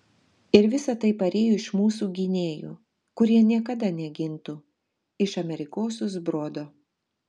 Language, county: Lithuanian, Telšiai